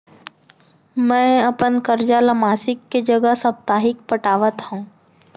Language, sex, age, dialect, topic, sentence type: Chhattisgarhi, female, 60-100, Central, banking, statement